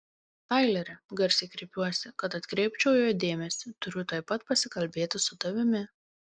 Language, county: Lithuanian, Panevėžys